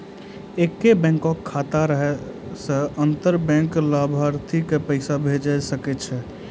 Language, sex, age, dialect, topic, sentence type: Maithili, male, 25-30, Angika, banking, statement